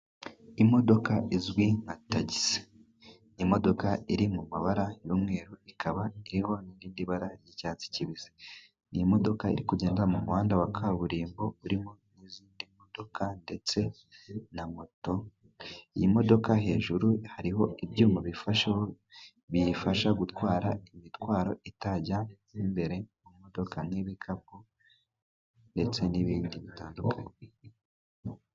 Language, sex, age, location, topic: Kinyarwanda, male, 18-24, Musanze, government